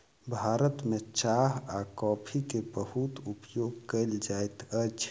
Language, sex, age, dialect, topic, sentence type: Maithili, male, 36-40, Southern/Standard, agriculture, statement